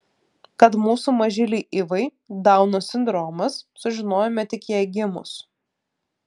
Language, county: Lithuanian, Klaipėda